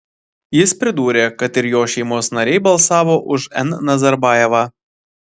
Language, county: Lithuanian, Vilnius